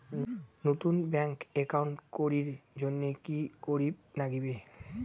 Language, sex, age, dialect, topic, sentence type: Bengali, male, <18, Rajbangshi, banking, question